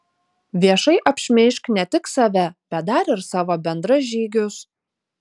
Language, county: Lithuanian, Utena